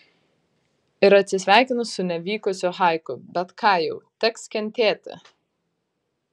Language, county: Lithuanian, Vilnius